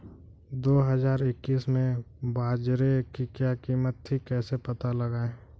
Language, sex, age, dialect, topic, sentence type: Hindi, male, 46-50, Kanauji Braj Bhasha, agriculture, question